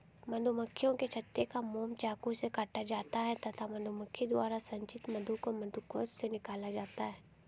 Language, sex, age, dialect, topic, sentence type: Hindi, female, 18-24, Hindustani Malvi Khadi Boli, agriculture, statement